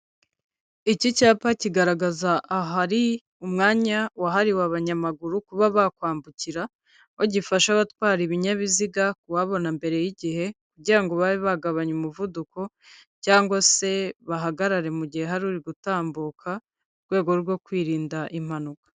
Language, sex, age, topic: Kinyarwanda, female, 25-35, government